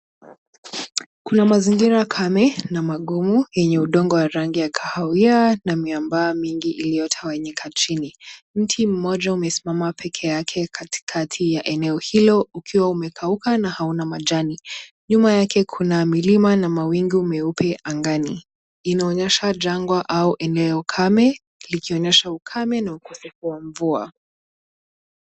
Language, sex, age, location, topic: Swahili, female, 18-24, Nakuru, health